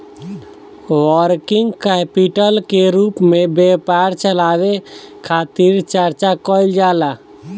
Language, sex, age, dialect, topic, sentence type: Bhojpuri, male, 25-30, Southern / Standard, banking, statement